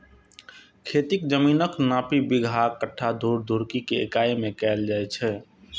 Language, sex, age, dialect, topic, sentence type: Maithili, male, 25-30, Eastern / Thethi, agriculture, statement